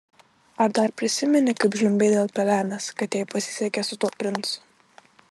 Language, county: Lithuanian, Utena